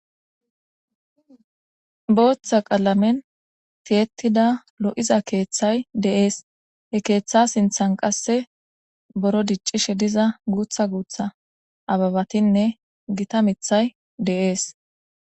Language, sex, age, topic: Gamo, female, 18-24, government